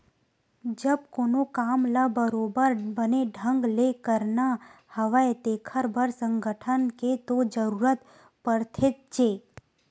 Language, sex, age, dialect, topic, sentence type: Chhattisgarhi, female, 18-24, Western/Budati/Khatahi, banking, statement